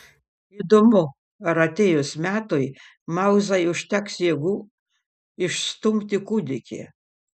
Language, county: Lithuanian, Panevėžys